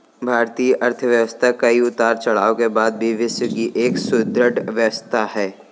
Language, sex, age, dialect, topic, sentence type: Hindi, male, 25-30, Kanauji Braj Bhasha, banking, statement